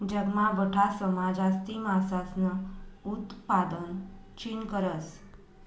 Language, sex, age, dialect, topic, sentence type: Marathi, female, 18-24, Northern Konkan, agriculture, statement